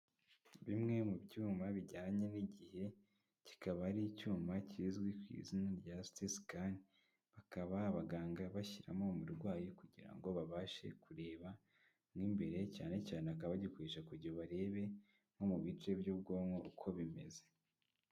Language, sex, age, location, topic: Kinyarwanda, male, 25-35, Kigali, health